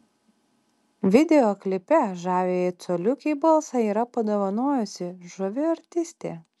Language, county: Lithuanian, Alytus